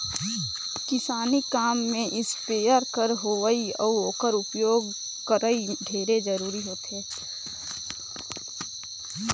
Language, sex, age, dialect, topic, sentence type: Chhattisgarhi, female, 18-24, Northern/Bhandar, agriculture, statement